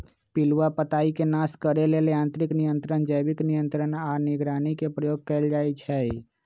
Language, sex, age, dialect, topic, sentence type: Magahi, male, 46-50, Western, agriculture, statement